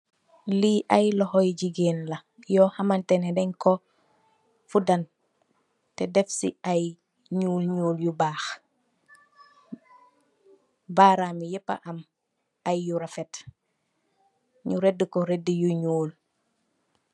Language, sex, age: Wolof, female, 25-35